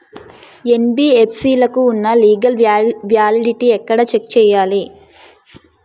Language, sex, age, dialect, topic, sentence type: Telugu, female, 25-30, Utterandhra, banking, question